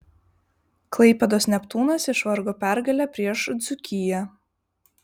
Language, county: Lithuanian, Vilnius